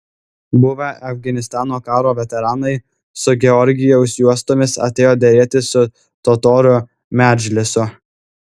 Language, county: Lithuanian, Klaipėda